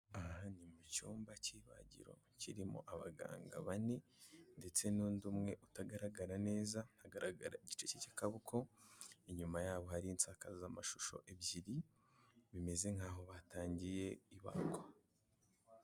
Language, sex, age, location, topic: Kinyarwanda, male, 18-24, Kigali, health